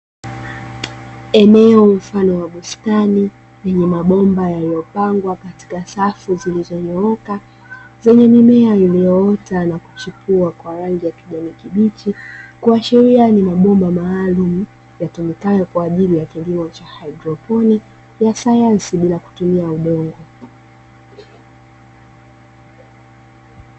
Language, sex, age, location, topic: Swahili, female, 25-35, Dar es Salaam, agriculture